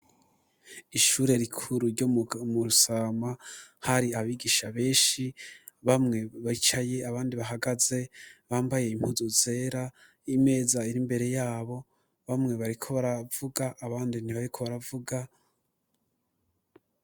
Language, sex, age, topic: Rundi, male, 25-35, education